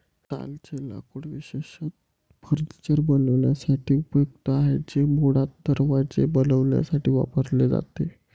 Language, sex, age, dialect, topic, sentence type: Marathi, male, 18-24, Varhadi, agriculture, statement